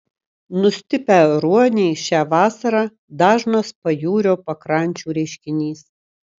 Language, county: Lithuanian, Kaunas